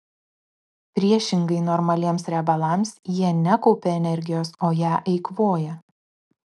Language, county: Lithuanian, Klaipėda